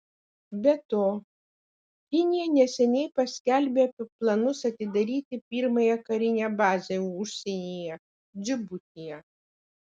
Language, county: Lithuanian, Kaunas